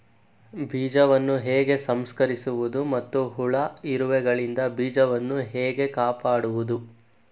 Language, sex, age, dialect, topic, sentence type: Kannada, male, 41-45, Coastal/Dakshin, agriculture, question